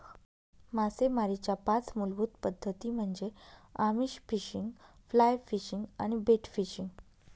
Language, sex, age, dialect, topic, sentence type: Marathi, female, 18-24, Northern Konkan, banking, statement